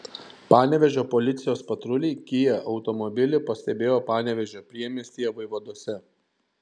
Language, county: Lithuanian, Šiauliai